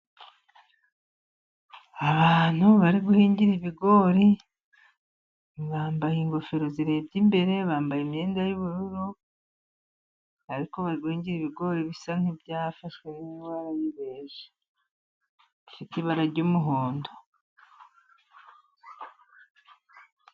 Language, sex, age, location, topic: Kinyarwanda, female, 50+, Musanze, agriculture